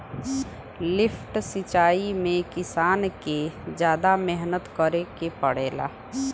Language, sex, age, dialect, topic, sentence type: Bhojpuri, female, <18, Western, agriculture, statement